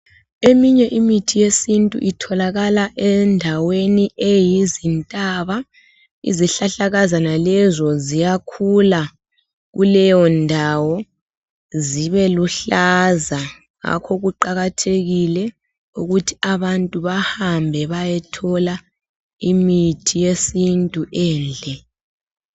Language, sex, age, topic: North Ndebele, female, 25-35, health